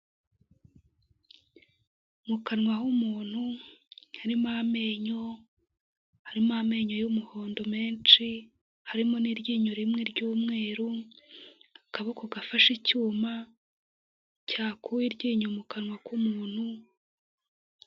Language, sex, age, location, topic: Kinyarwanda, female, 18-24, Huye, health